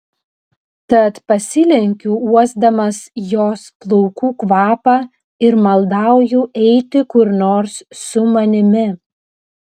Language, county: Lithuanian, Vilnius